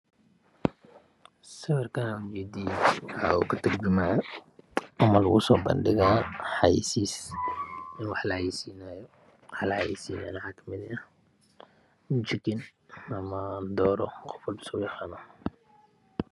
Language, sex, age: Somali, male, 25-35